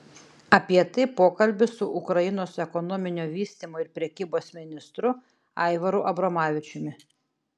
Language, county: Lithuanian, Šiauliai